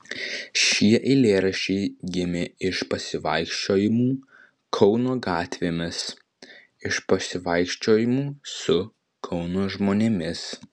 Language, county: Lithuanian, Vilnius